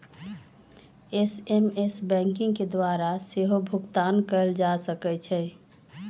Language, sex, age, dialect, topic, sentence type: Magahi, female, 36-40, Western, banking, statement